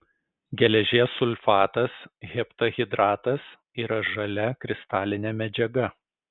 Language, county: Lithuanian, Kaunas